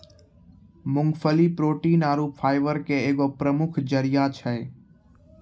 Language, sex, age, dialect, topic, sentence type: Maithili, male, 18-24, Angika, agriculture, statement